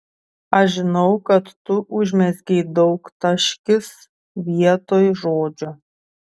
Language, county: Lithuanian, Šiauliai